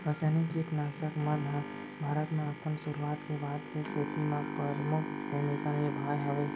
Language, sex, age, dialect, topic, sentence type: Chhattisgarhi, male, 18-24, Central, agriculture, statement